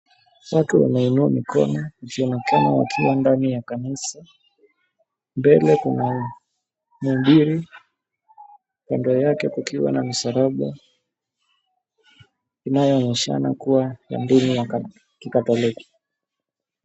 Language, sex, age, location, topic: Swahili, male, 18-24, Mombasa, government